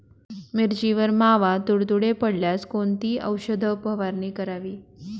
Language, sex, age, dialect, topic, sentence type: Marathi, female, 25-30, Northern Konkan, agriculture, question